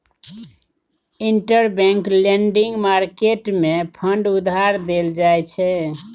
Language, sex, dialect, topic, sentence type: Maithili, male, Bajjika, banking, statement